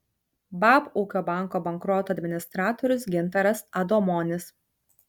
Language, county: Lithuanian, Kaunas